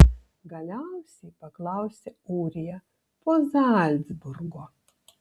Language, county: Lithuanian, Kaunas